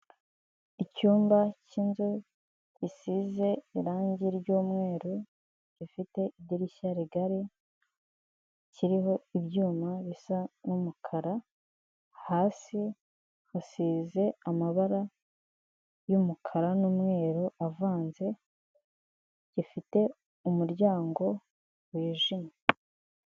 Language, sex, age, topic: Kinyarwanda, female, 18-24, finance